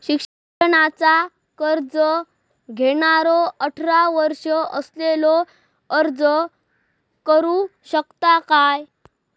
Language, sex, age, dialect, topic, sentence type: Marathi, male, 18-24, Southern Konkan, banking, question